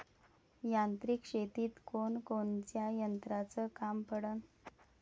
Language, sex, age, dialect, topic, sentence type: Marathi, female, 36-40, Varhadi, agriculture, question